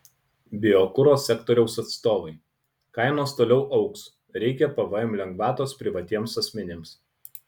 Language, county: Lithuanian, Utena